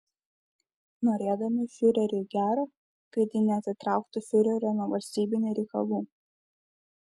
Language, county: Lithuanian, Šiauliai